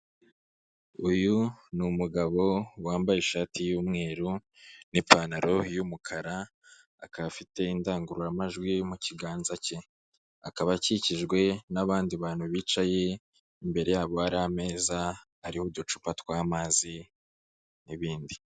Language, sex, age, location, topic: Kinyarwanda, male, 25-35, Kigali, government